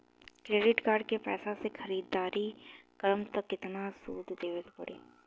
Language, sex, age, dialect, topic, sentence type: Bhojpuri, female, 18-24, Southern / Standard, banking, question